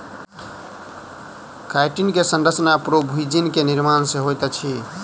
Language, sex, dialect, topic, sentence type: Maithili, male, Southern/Standard, agriculture, statement